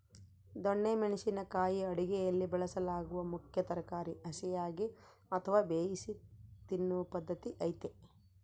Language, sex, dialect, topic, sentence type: Kannada, female, Central, agriculture, statement